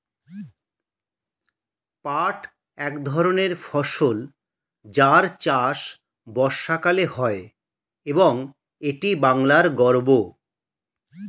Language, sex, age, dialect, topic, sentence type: Bengali, male, 51-55, Standard Colloquial, agriculture, statement